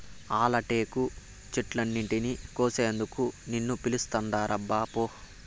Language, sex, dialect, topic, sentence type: Telugu, male, Southern, agriculture, statement